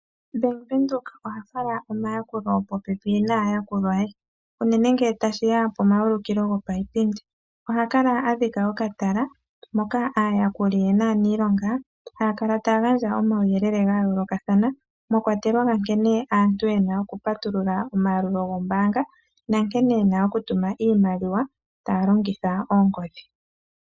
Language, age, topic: Oshiwambo, 36-49, finance